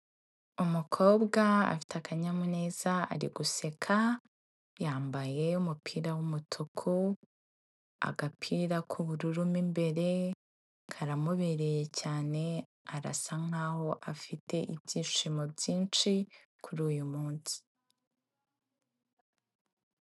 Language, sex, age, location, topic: Kinyarwanda, female, 18-24, Kigali, health